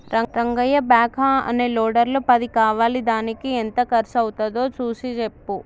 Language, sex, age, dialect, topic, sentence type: Telugu, male, 36-40, Telangana, agriculture, statement